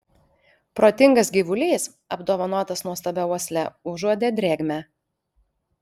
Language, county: Lithuanian, Alytus